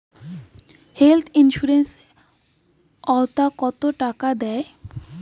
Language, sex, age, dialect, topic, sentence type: Bengali, female, 18-24, Rajbangshi, banking, question